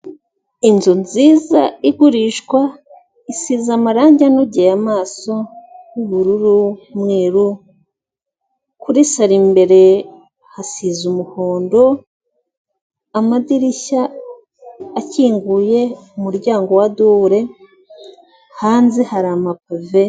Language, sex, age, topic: Kinyarwanda, female, 36-49, finance